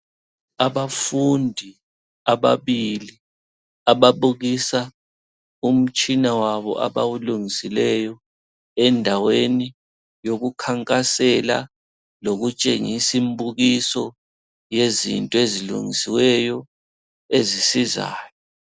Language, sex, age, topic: North Ndebele, male, 36-49, education